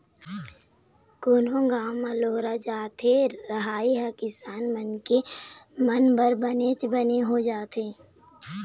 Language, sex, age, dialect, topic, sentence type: Chhattisgarhi, female, 18-24, Eastern, banking, statement